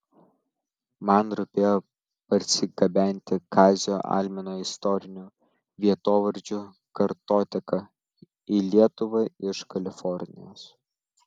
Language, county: Lithuanian, Vilnius